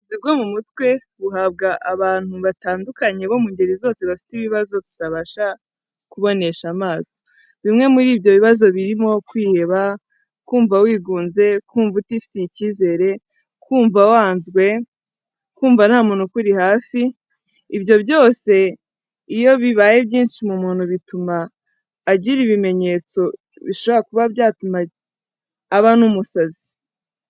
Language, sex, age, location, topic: Kinyarwanda, female, 18-24, Kigali, health